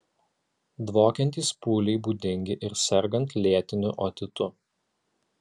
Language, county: Lithuanian, Alytus